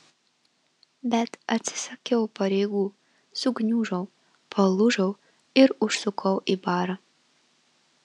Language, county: Lithuanian, Vilnius